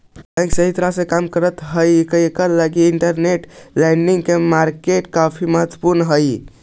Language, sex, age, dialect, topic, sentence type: Magahi, male, 25-30, Central/Standard, agriculture, statement